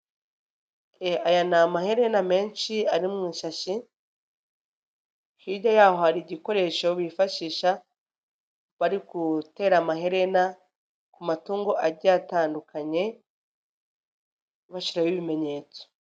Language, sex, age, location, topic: Kinyarwanda, female, 25-35, Nyagatare, agriculture